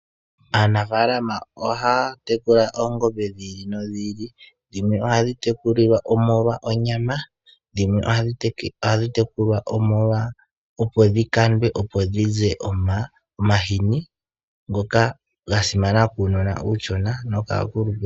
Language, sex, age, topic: Oshiwambo, male, 18-24, agriculture